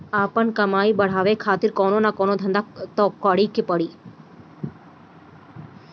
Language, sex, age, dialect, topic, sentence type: Bhojpuri, female, 18-24, Northern, banking, statement